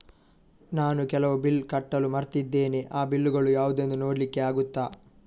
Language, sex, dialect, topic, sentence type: Kannada, male, Coastal/Dakshin, banking, question